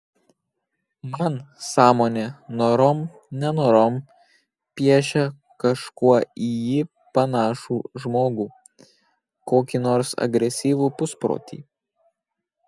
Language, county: Lithuanian, Kaunas